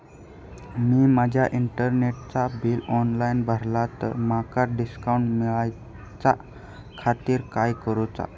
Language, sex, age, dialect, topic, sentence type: Marathi, male, 18-24, Southern Konkan, banking, question